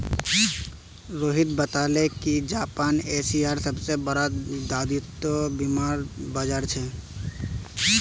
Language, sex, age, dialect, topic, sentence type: Magahi, male, 18-24, Northeastern/Surjapuri, banking, statement